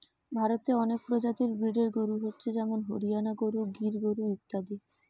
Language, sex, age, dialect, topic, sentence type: Bengali, female, 18-24, Western, agriculture, statement